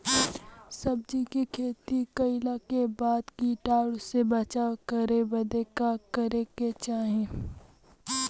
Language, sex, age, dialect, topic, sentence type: Bhojpuri, female, 18-24, Western, agriculture, question